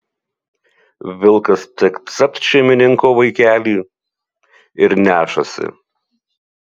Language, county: Lithuanian, Utena